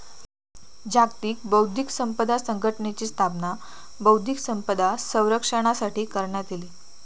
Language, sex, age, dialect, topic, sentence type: Marathi, female, 18-24, Southern Konkan, banking, statement